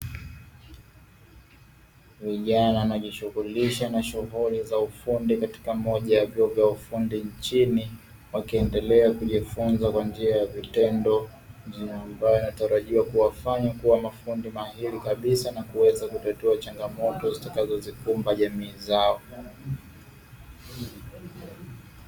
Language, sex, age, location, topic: Swahili, male, 18-24, Dar es Salaam, education